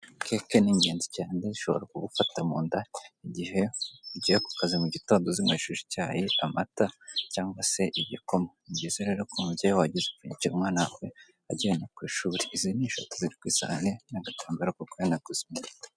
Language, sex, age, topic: Kinyarwanda, female, 18-24, finance